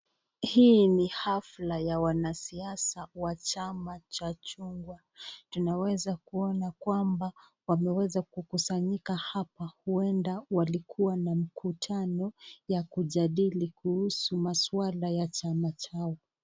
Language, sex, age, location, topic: Swahili, female, 25-35, Nakuru, government